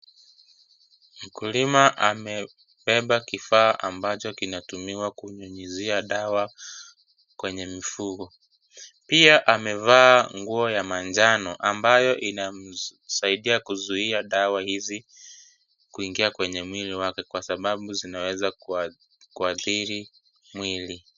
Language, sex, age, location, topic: Swahili, male, 25-35, Kisii, agriculture